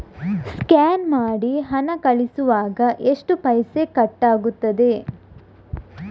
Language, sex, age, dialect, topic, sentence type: Kannada, female, 46-50, Coastal/Dakshin, banking, question